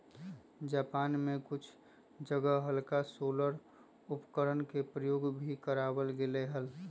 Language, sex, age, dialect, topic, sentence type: Magahi, male, 25-30, Western, agriculture, statement